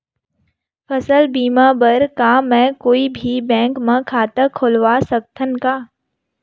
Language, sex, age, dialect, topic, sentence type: Chhattisgarhi, female, 18-24, Western/Budati/Khatahi, agriculture, question